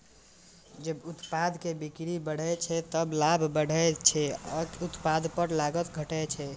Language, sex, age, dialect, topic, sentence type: Maithili, male, 18-24, Eastern / Thethi, banking, statement